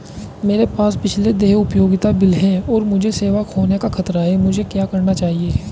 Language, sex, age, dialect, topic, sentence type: Hindi, male, 25-30, Hindustani Malvi Khadi Boli, banking, question